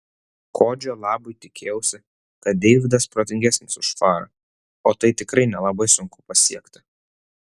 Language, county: Lithuanian, Vilnius